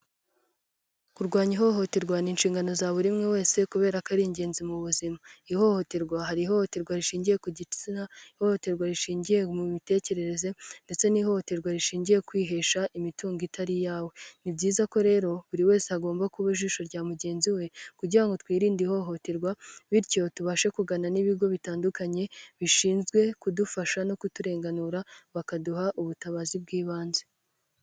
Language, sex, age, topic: Kinyarwanda, female, 18-24, health